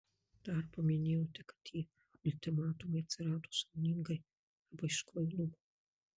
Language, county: Lithuanian, Kaunas